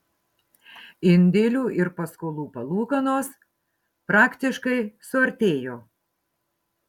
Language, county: Lithuanian, Marijampolė